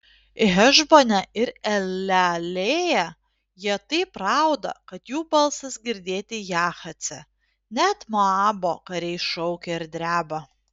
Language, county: Lithuanian, Panevėžys